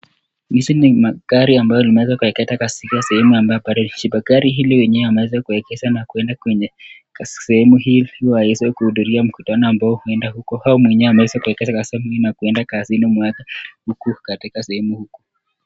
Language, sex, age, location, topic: Swahili, male, 25-35, Nakuru, finance